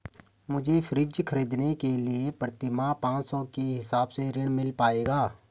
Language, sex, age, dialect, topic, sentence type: Hindi, male, 25-30, Garhwali, banking, question